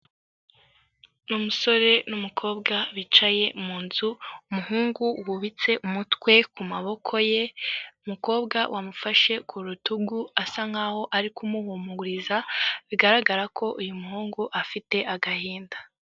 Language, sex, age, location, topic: Kinyarwanda, female, 18-24, Huye, health